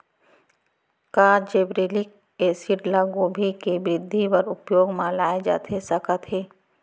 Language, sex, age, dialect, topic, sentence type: Chhattisgarhi, female, 31-35, Central, agriculture, question